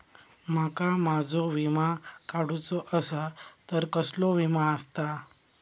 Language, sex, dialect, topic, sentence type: Marathi, male, Southern Konkan, banking, question